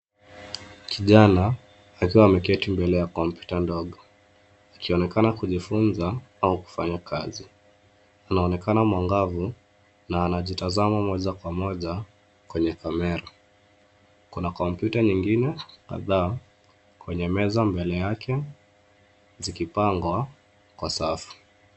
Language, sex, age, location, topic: Swahili, male, 25-35, Nairobi, education